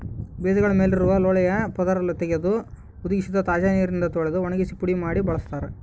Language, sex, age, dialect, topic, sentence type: Kannada, male, 18-24, Central, agriculture, statement